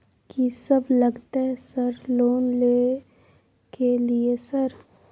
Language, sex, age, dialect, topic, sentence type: Maithili, female, 31-35, Bajjika, banking, question